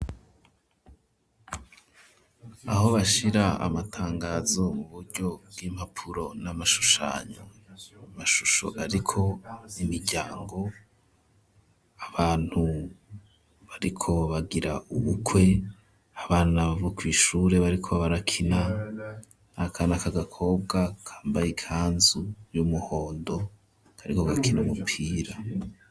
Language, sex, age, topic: Rundi, male, 25-35, education